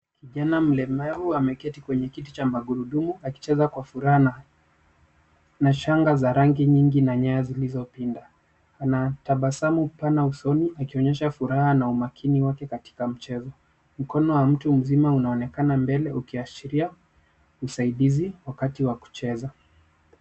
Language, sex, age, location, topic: Swahili, male, 25-35, Nairobi, education